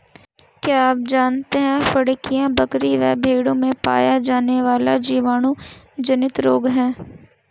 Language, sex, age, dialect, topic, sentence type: Hindi, female, 18-24, Hindustani Malvi Khadi Boli, agriculture, statement